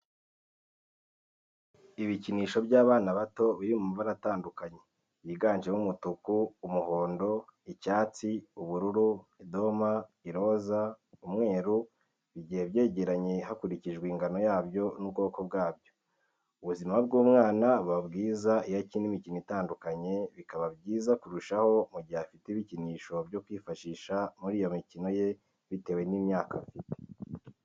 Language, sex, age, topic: Kinyarwanda, male, 18-24, education